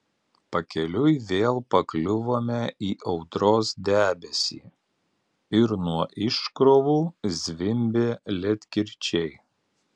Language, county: Lithuanian, Alytus